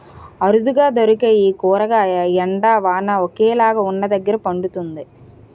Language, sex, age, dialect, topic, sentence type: Telugu, female, 25-30, Utterandhra, agriculture, statement